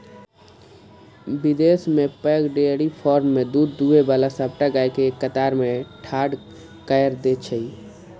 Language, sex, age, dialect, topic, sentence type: Maithili, male, 25-30, Eastern / Thethi, agriculture, statement